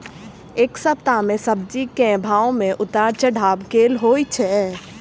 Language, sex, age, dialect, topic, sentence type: Maithili, female, 18-24, Southern/Standard, agriculture, question